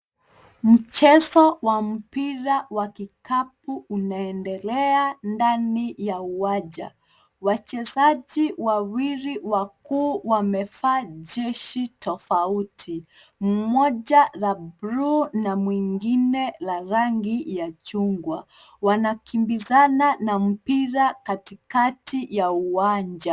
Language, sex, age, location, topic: Swahili, female, 25-35, Nairobi, education